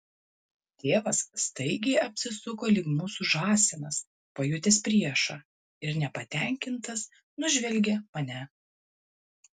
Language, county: Lithuanian, Klaipėda